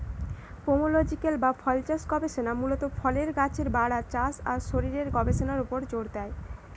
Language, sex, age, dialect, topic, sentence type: Bengali, male, 18-24, Western, agriculture, statement